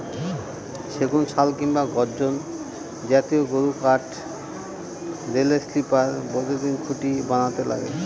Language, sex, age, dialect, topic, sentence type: Bengali, male, 36-40, Northern/Varendri, agriculture, statement